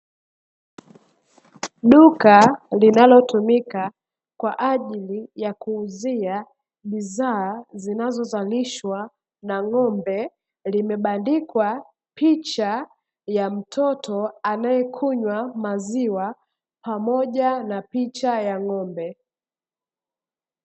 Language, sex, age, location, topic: Swahili, female, 18-24, Dar es Salaam, finance